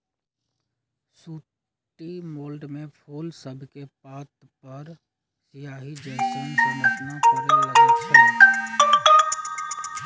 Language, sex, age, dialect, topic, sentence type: Magahi, male, 56-60, Western, agriculture, statement